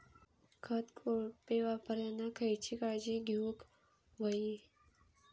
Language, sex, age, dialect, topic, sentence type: Marathi, female, 25-30, Southern Konkan, agriculture, question